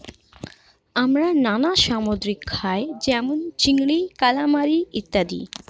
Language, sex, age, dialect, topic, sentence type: Bengali, female, 25-30, Standard Colloquial, agriculture, statement